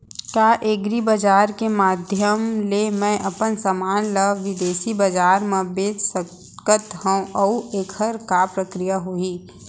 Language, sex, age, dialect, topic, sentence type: Chhattisgarhi, female, 25-30, Central, agriculture, question